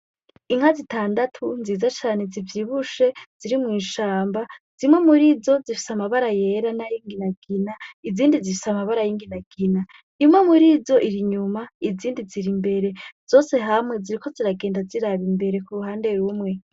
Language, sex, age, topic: Rundi, female, 18-24, agriculture